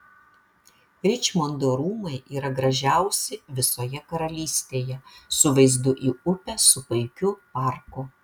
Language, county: Lithuanian, Vilnius